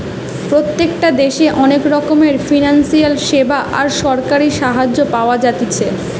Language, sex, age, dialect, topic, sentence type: Bengali, female, 18-24, Western, banking, statement